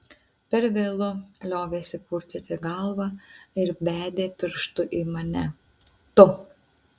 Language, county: Lithuanian, Utena